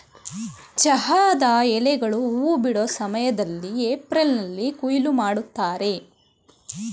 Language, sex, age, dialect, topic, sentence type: Kannada, female, 18-24, Mysore Kannada, agriculture, statement